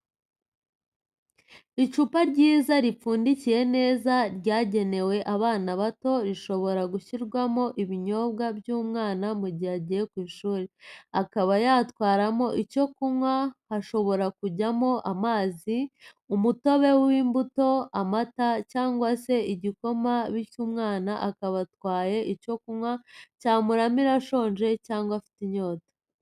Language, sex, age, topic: Kinyarwanda, female, 25-35, education